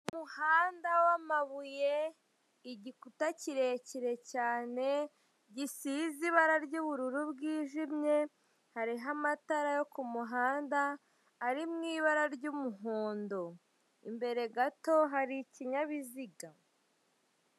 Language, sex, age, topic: Kinyarwanda, male, 18-24, government